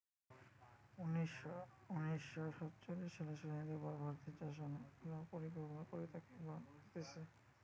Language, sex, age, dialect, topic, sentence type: Bengali, male, 18-24, Western, agriculture, statement